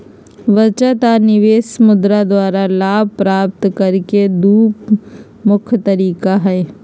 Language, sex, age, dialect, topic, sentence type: Magahi, female, 51-55, Western, banking, statement